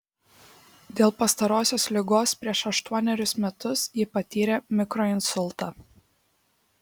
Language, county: Lithuanian, Šiauliai